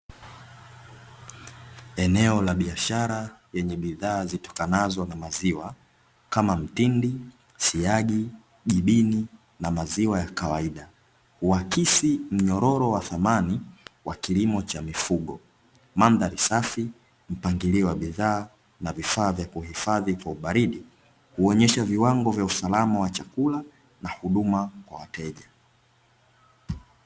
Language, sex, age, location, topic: Swahili, male, 18-24, Dar es Salaam, finance